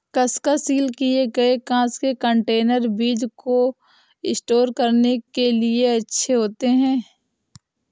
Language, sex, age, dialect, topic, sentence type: Hindi, female, 25-30, Awadhi Bundeli, agriculture, statement